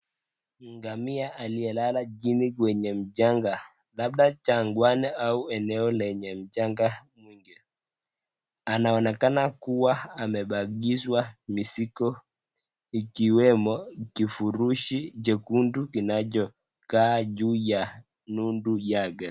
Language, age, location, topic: Swahili, 25-35, Nakuru, health